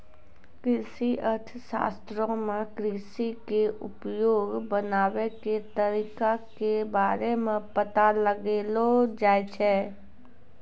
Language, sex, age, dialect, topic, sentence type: Maithili, female, 25-30, Angika, banking, statement